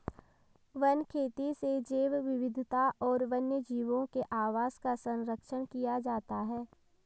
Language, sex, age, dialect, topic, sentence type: Hindi, female, 18-24, Marwari Dhudhari, agriculture, statement